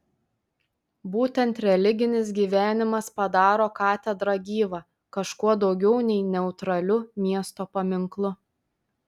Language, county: Lithuanian, Telšiai